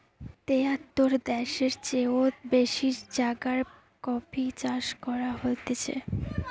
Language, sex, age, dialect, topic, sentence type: Bengali, female, 18-24, Western, agriculture, statement